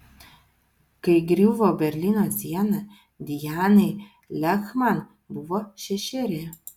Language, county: Lithuanian, Vilnius